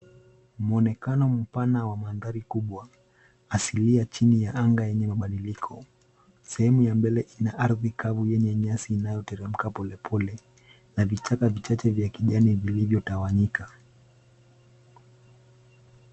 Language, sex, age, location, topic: Swahili, male, 25-35, Nairobi, government